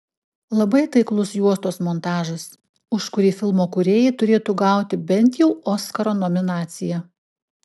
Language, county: Lithuanian, Klaipėda